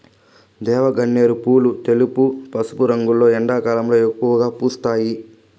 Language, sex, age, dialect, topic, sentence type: Telugu, male, 25-30, Southern, agriculture, statement